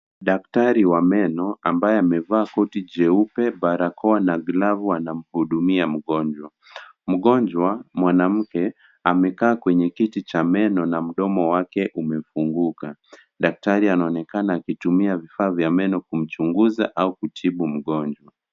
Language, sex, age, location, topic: Swahili, male, 25-35, Nairobi, health